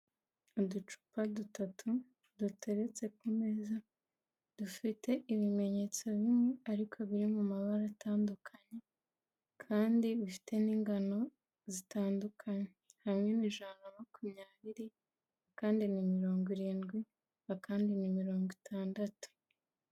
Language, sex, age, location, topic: Kinyarwanda, female, 25-35, Kigali, health